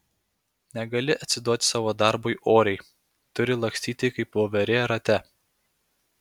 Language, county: Lithuanian, Klaipėda